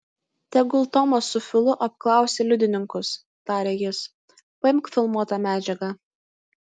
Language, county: Lithuanian, Utena